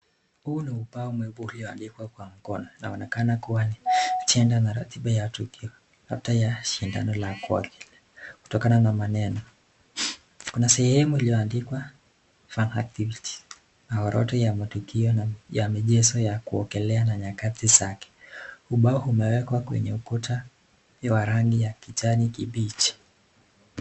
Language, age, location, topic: Swahili, 36-49, Nakuru, education